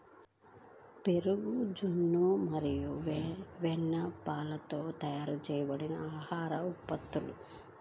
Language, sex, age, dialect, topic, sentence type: Telugu, female, 25-30, Central/Coastal, agriculture, statement